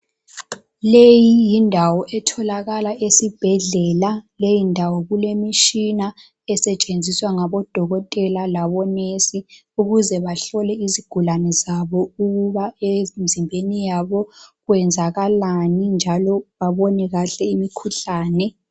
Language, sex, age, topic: North Ndebele, female, 18-24, health